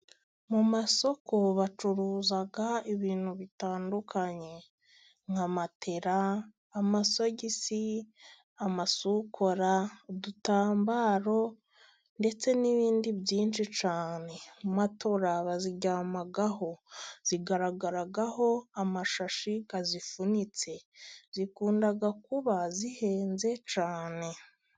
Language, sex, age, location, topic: Kinyarwanda, female, 18-24, Musanze, finance